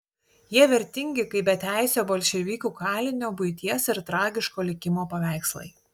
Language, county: Lithuanian, Utena